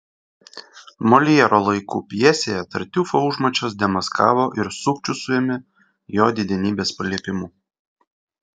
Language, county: Lithuanian, Vilnius